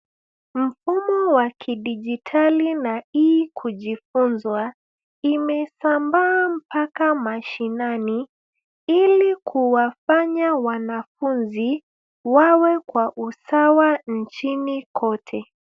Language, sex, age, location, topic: Swahili, female, 25-35, Nairobi, education